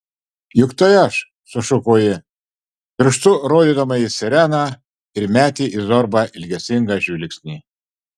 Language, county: Lithuanian, Marijampolė